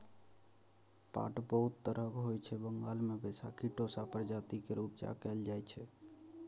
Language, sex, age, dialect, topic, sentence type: Maithili, male, 18-24, Bajjika, agriculture, statement